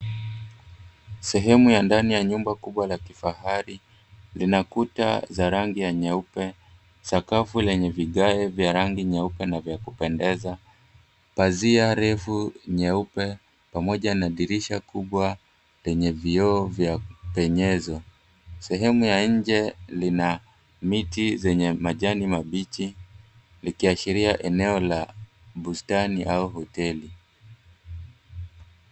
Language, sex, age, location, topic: Swahili, male, 18-24, Mombasa, government